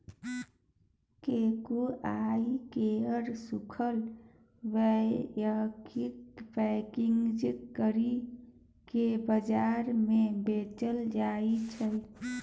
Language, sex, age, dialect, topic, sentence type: Maithili, male, 31-35, Bajjika, agriculture, statement